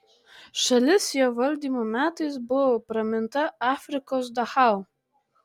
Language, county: Lithuanian, Tauragė